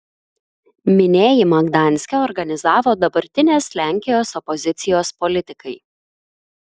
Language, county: Lithuanian, Klaipėda